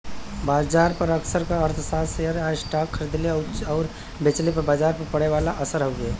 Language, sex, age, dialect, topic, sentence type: Bhojpuri, male, 25-30, Western, banking, statement